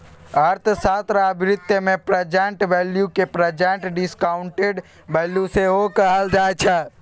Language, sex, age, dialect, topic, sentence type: Maithili, male, 36-40, Bajjika, banking, statement